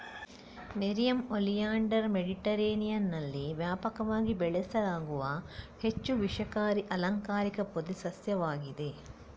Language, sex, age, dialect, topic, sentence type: Kannada, female, 60-100, Coastal/Dakshin, agriculture, statement